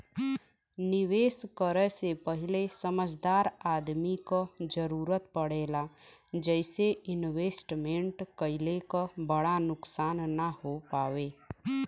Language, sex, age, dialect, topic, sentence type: Bhojpuri, female, <18, Western, banking, statement